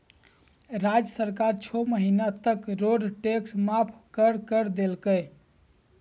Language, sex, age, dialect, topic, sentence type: Magahi, male, 18-24, Southern, banking, statement